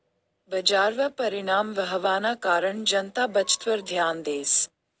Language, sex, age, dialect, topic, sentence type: Marathi, female, 31-35, Northern Konkan, banking, statement